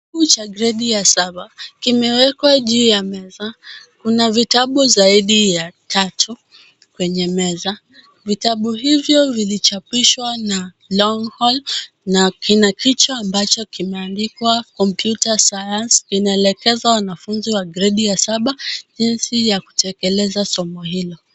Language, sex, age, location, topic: Swahili, female, 18-24, Kisumu, education